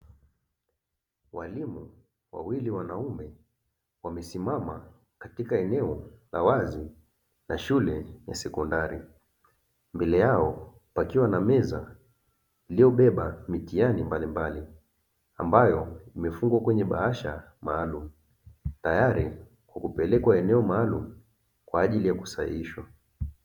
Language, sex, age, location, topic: Swahili, male, 25-35, Dar es Salaam, education